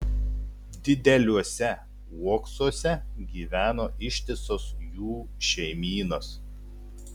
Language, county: Lithuanian, Telšiai